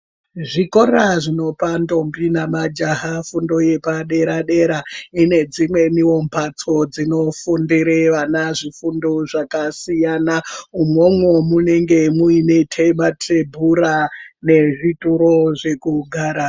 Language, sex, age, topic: Ndau, male, 36-49, education